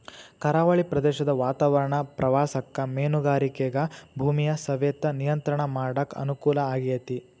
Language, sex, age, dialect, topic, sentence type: Kannada, male, 18-24, Dharwad Kannada, agriculture, statement